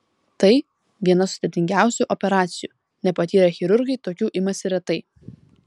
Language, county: Lithuanian, Vilnius